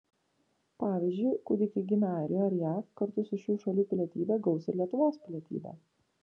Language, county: Lithuanian, Vilnius